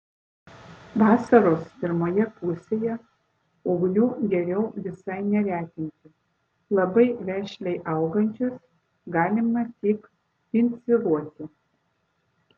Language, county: Lithuanian, Vilnius